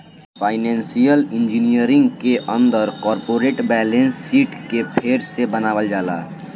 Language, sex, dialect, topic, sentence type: Bhojpuri, male, Southern / Standard, banking, statement